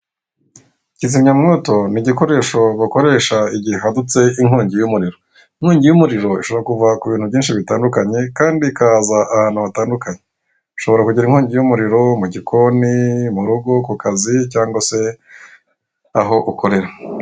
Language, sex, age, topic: Kinyarwanda, male, 18-24, government